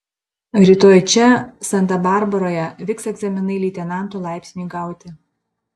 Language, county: Lithuanian, Panevėžys